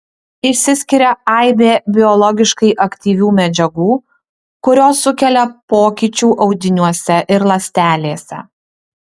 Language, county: Lithuanian, Utena